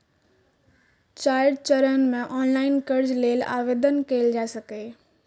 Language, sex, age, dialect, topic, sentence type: Maithili, female, 18-24, Eastern / Thethi, banking, statement